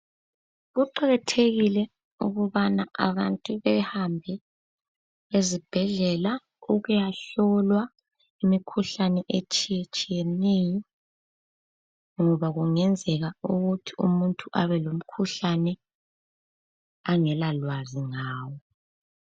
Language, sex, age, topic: North Ndebele, female, 18-24, health